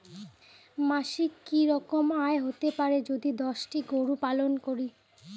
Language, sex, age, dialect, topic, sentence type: Bengali, female, 25-30, Rajbangshi, agriculture, question